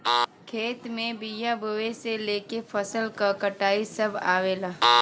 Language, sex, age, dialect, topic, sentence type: Bhojpuri, male, 18-24, Western, agriculture, statement